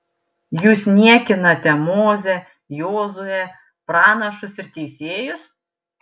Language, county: Lithuanian, Panevėžys